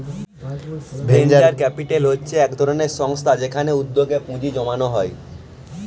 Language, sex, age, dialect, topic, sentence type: Bengali, male, 18-24, Northern/Varendri, banking, statement